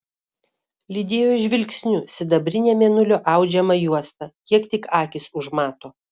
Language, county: Lithuanian, Kaunas